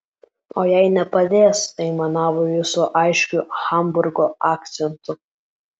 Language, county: Lithuanian, Alytus